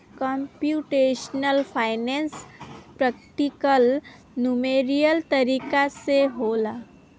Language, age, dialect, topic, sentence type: Bhojpuri, 18-24, Southern / Standard, banking, statement